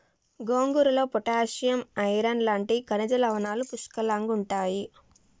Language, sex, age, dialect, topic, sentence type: Telugu, female, 25-30, Telangana, agriculture, statement